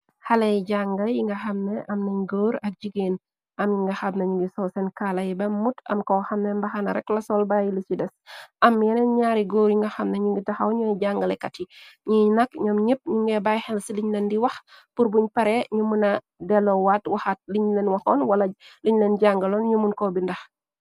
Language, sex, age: Wolof, female, 36-49